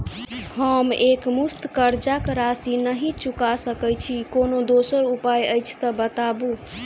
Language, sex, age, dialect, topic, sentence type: Maithili, female, 18-24, Southern/Standard, banking, question